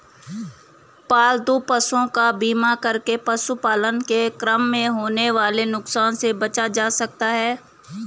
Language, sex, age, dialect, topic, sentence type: Hindi, female, 31-35, Garhwali, banking, statement